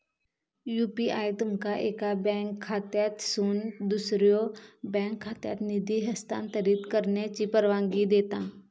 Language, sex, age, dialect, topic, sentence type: Marathi, female, 25-30, Southern Konkan, banking, statement